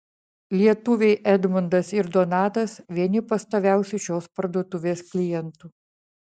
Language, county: Lithuanian, Vilnius